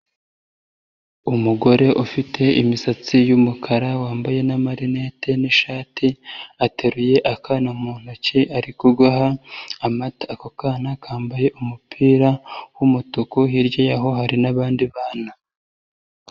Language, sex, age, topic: Kinyarwanda, female, 36-49, health